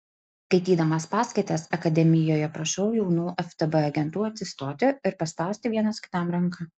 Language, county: Lithuanian, Klaipėda